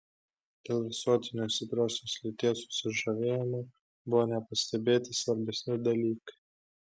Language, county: Lithuanian, Klaipėda